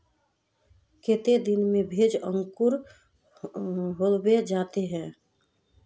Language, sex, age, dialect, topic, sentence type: Magahi, female, 36-40, Northeastern/Surjapuri, agriculture, question